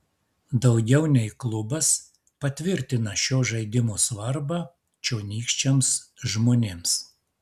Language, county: Lithuanian, Klaipėda